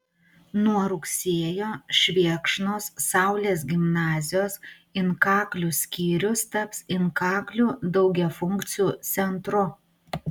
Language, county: Lithuanian, Utena